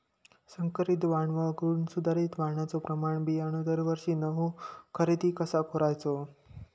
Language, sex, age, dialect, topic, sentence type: Marathi, male, 60-100, Southern Konkan, agriculture, question